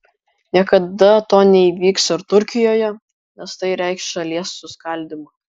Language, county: Lithuanian, Kaunas